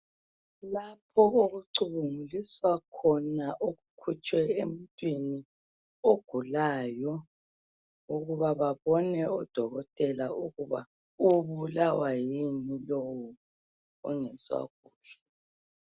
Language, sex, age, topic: North Ndebele, male, 50+, health